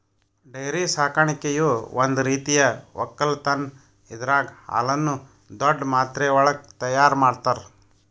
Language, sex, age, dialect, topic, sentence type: Kannada, male, 31-35, Northeastern, agriculture, statement